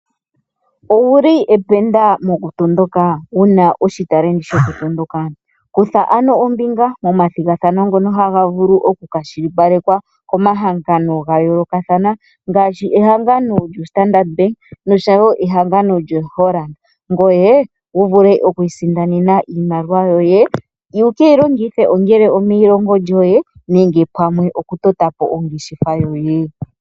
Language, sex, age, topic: Oshiwambo, male, 25-35, finance